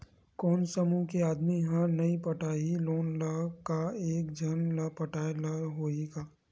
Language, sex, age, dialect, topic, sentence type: Chhattisgarhi, male, 46-50, Western/Budati/Khatahi, banking, question